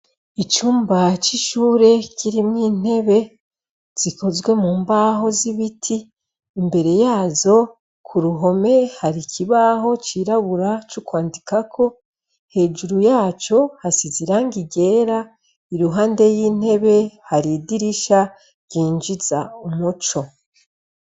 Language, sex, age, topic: Rundi, female, 36-49, education